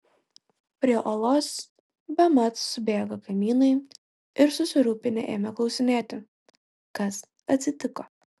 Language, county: Lithuanian, Klaipėda